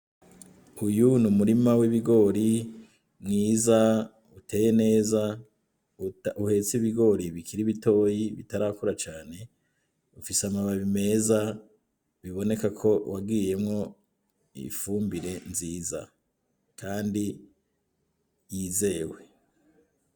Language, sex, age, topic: Rundi, male, 25-35, agriculture